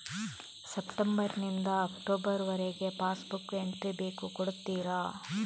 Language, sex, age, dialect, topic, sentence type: Kannada, female, 18-24, Coastal/Dakshin, banking, question